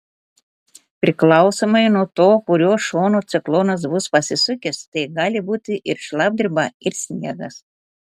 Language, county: Lithuanian, Telšiai